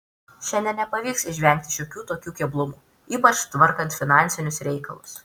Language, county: Lithuanian, Vilnius